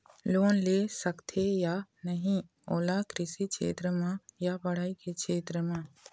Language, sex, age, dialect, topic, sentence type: Chhattisgarhi, female, 25-30, Eastern, banking, question